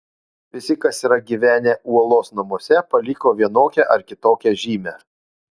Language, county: Lithuanian, Utena